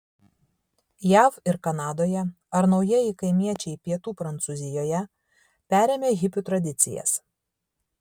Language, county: Lithuanian, Šiauliai